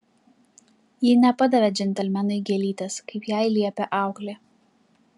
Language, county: Lithuanian, Klaipėda